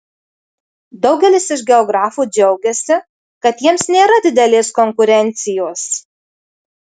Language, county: Lithuanian, Marijampolė